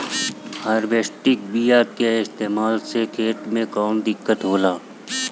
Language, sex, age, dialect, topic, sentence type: Bhojpuri, male, 31-35, Northern, agriculture, question